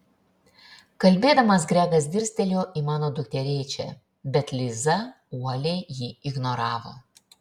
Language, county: Lithuanian, Šiauliai